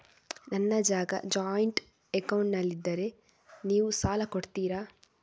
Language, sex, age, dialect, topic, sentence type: Kannada, female, 41-45, Coastal/Dakshin, banking, question